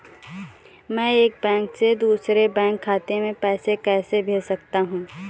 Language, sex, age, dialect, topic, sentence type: Hindi, female, 18-24, Awadhi Bundeli, banking, question